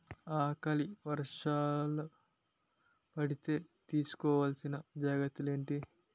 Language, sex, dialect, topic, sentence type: Telugu, male, Utterandhra, agriculture, question